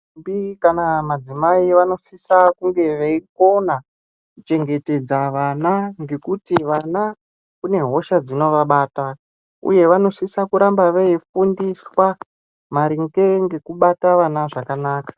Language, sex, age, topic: Ndau, female, 25-35, health